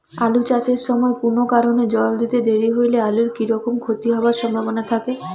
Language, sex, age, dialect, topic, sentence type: Bengali, female, 18-24, Rajbangshi, agriculture, question